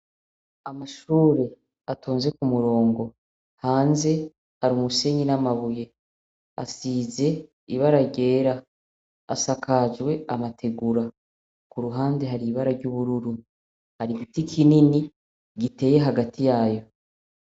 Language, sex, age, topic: Rundi, female, 36-49, education